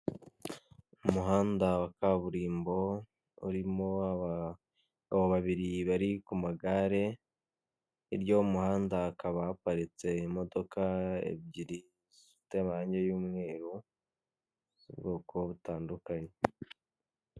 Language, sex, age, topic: Kinyarwanda, male, 18-24, government